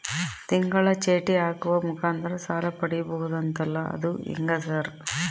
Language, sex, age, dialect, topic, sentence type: Kannada, female, 31-35, Central, banking, question